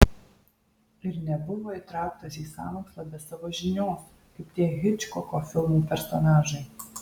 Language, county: Lithuanian, Alytus